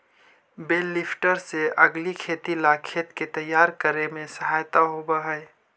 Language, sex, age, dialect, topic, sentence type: Magahi, male, 25-30, Central/Standard, banking, statement